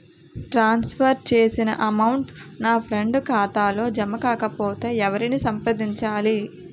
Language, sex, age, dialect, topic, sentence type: Telugu, female, 18-24, Utterandhra, banking, question